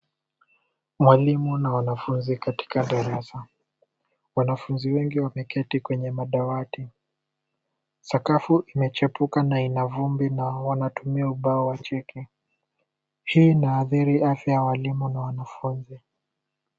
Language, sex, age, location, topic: Swahili, male, 18-24, Kisumu, health